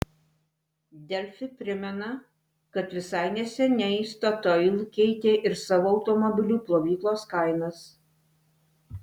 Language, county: Lithuanian, Alytus